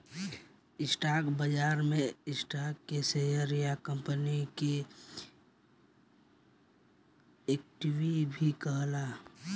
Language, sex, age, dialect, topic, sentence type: Bhojpuri, male, 18-24, Southern / Standard, banking, statement